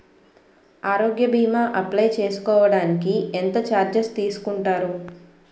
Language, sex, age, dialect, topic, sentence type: Telugu, female, 36-40, Utterandhra, banking, question